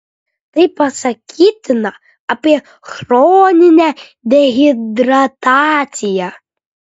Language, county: Lithuanian, Kaunas